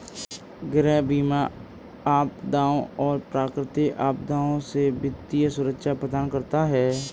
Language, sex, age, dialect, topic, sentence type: Hindi, male, 18-24, Kanauji Braj Bhasha, banking, statement